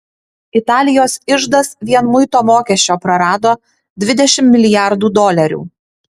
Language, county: Lithuanian, Utena